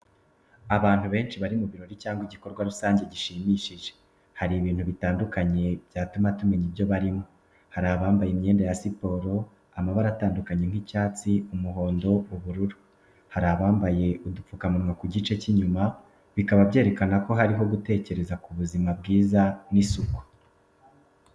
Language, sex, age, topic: Kinyarwanda, male, 25-35, education